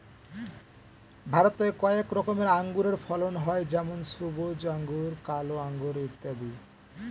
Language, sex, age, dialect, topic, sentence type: Bengali, male, 18-24, Standard Colloquial, agriculture, statement